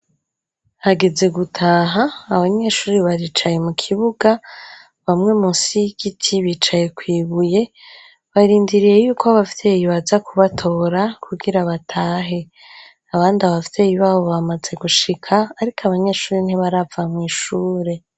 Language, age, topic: Rundi, 25-35, education